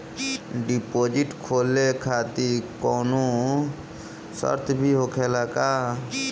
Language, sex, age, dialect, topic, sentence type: Bhojpuri, male, 25-30, Northern, banking, question